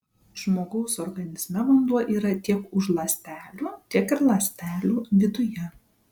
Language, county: Lithuanian, Vilnius